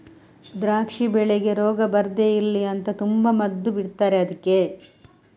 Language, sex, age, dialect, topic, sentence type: Kannada, female, 25-30, Coastal/Dakshin, agriculture, statement